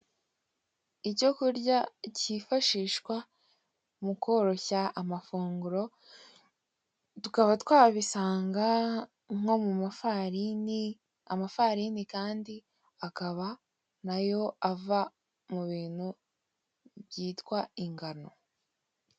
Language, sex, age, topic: Kinyarwanda, female, 18-24, finance